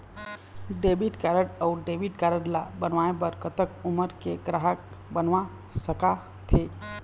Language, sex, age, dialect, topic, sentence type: Chhattisgarhi, male, 25-30, Eastern, banking, question